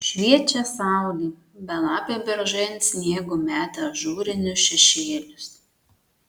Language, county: Lithuanian, Marijampolė